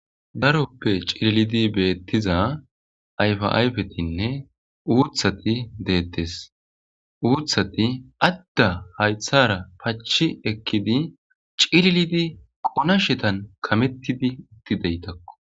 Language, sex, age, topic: Gamo, male, 25-35, agriculture